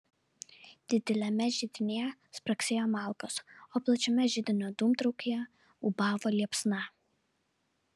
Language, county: Lithuanian, Vilnius